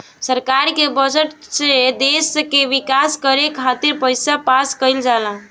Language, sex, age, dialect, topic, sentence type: Bhojpuri, female, <18, Southern / Standard, banking, statement